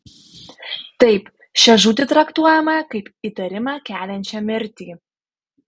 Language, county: Lithuanian, Panevėžys